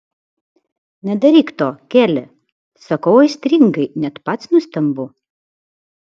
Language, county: Lithuanian, Vilnius